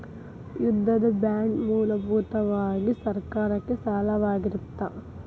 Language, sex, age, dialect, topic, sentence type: Kannada, female, 18-24, Dharwad Kannada, banking, statement